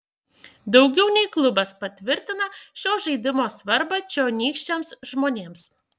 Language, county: Lithuanian, Šiauliai